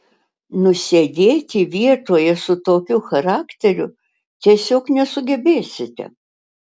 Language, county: Lithuanian, Utena